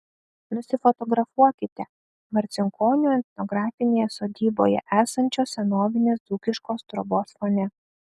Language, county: Lithuanian, Kaunas